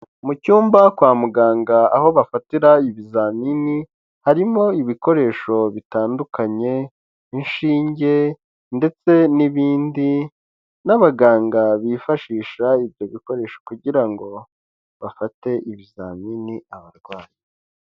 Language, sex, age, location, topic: Kinyarwanda, male, 25-35, Kigali, health